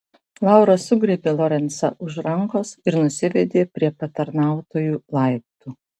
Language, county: Lithuanian, Vilnius